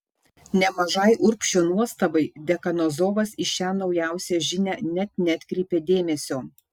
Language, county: Lithuanian, Šiauliai